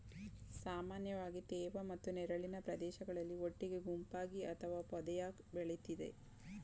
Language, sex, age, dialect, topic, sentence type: Kannada, female, 18-24, Mysore Kannada, agriculture, statement